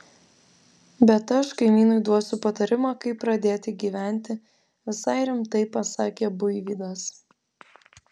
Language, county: Lithuanian, Vilnius